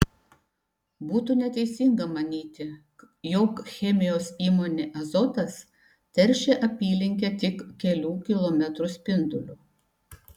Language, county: Lithuanian, Šiauliai